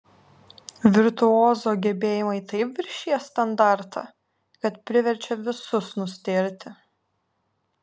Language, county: Lithuanian, Alytus